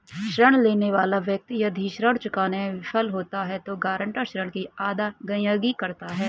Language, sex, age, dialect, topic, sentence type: Hindi, male, 25-30, Hindustani Malvi Khadi Boli, banking, statement